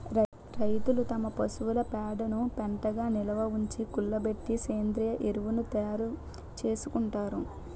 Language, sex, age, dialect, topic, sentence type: Telugu, female, 60-100, Utterandhra, agriculture, statement